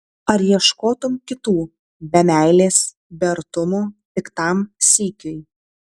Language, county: Lithuanian, Tauragė